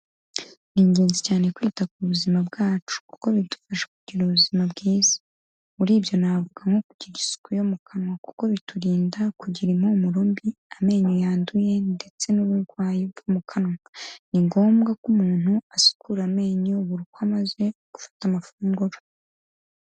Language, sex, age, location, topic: Kinyarwanda, female, 18-24, Kigali, health